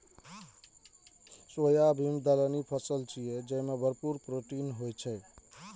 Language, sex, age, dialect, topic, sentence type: Maithili, male, 25-30, Eastern / Thethi, agriculture, statement